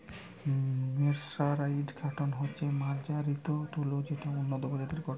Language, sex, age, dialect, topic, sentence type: Bengali, male, 25-30, Western, agriculture, statement